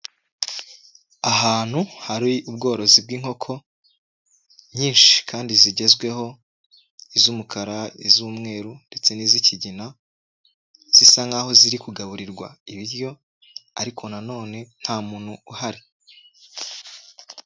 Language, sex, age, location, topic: Kinyarwanda, male, 25-35, Nyagatare, agriculture